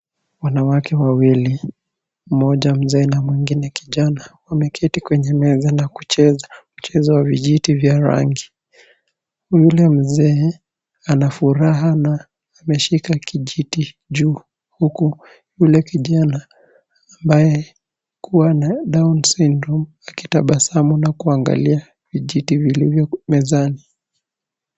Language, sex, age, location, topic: Swahili, male, 18-24, Nairobi, education